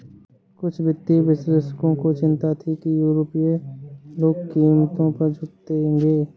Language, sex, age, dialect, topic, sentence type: Hindi, male, 60-100, Awadhi Bundeli, banking, statement